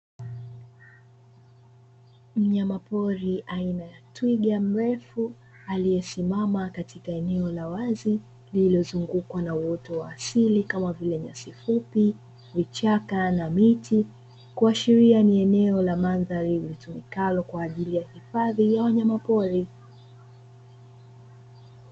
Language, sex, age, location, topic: Swahili, female, 25-35, Dar es Salaam, agriculture